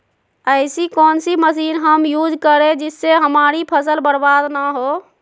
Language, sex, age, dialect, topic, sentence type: Magahi, female, 18-24, Western, agriculture, question